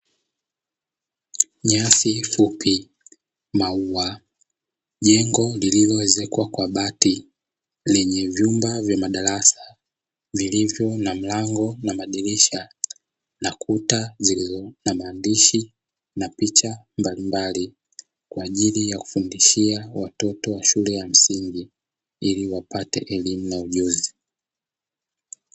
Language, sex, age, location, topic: Swahili, male, 25-35, Dar es Salaam, education